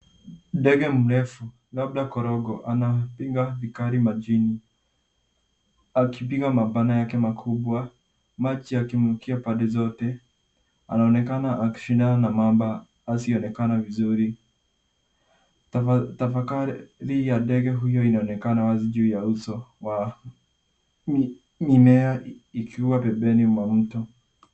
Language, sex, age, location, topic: Swahili, male, 18-24, Nairobi, government